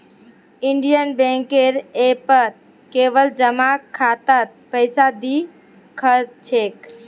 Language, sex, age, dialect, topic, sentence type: Magahi, female, 18-24, Northeastern/Surjapuri, banking, statement